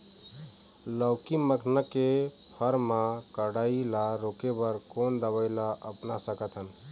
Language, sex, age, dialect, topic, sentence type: Chhattisgarhi, male, 18-24, Eastern, agriculture, question